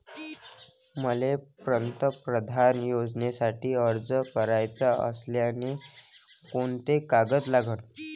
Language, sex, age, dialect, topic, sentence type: Marathi, male, 25-30, Varhadi, banking, question